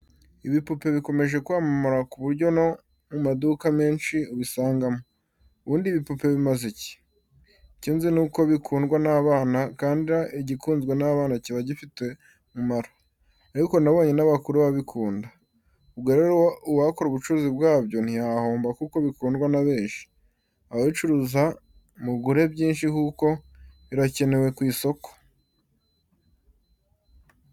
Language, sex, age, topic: Kinyarwanda, male, 18-24, education